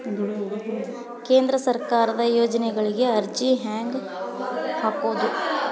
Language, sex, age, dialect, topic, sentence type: Kannada, female, 25-30, Dharwad Kannada, banking, question